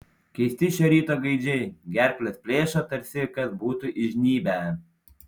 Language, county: Lithuanian, Panevėžys